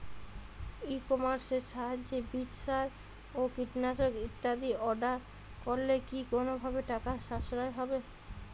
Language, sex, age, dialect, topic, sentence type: Bengali, female, 31-35, Jharkhandi, agriculture, question